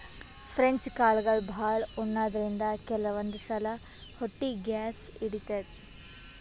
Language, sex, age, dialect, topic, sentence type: Kannada, female, 18-24, Northeastern, agriculture, statement